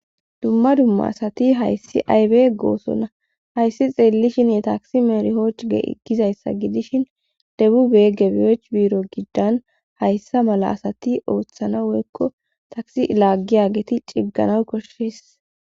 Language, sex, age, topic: Gamo, female, 18-24, government